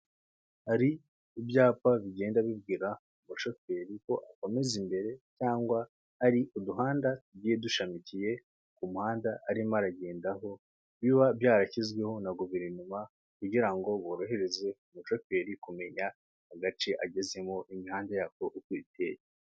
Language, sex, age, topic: Kinyarwanda, male, 25-35, government